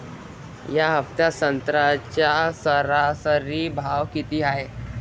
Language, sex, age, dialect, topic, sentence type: Marathi, male, 18-24, Varhadi, agriculture, question